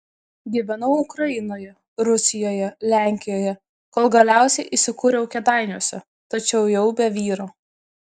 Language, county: Lithuanian, Vilnius